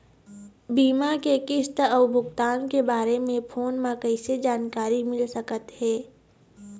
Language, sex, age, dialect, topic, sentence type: Chhattisgarhi, female, 60-100, Eastern, banking, question